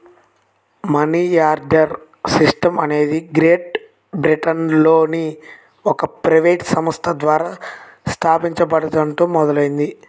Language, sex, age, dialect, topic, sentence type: Telugu, male, 18-24, Central/Coastal, banking, statement